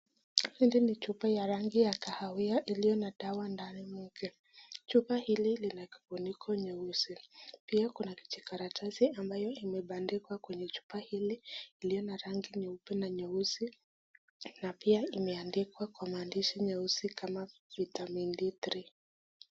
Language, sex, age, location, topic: Swahili, female, 25-35, Nakuru, health